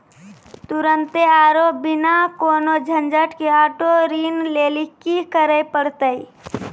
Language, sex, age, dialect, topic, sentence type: Maithili, female, 18-24, Angika, banking, statement